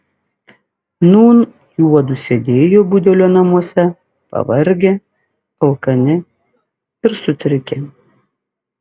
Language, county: Lithuanian, Klaipėda